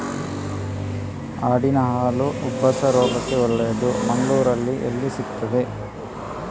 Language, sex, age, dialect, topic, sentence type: Kannada, male, 18-24, Coastal/Dakshin, agriculture, question